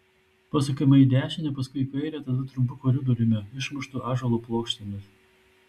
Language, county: Lithuanian, Tauragė